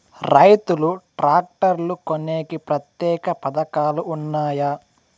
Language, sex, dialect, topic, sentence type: Telugu, male, Southern, agriculture, statement